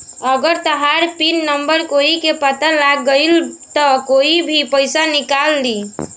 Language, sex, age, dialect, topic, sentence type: Bhojpuri, female, <18, Southern / Standard, banking, statement